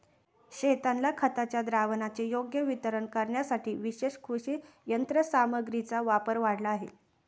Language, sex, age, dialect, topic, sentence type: Marathi, female, 18-24, Standard Marathi, agriculture, statement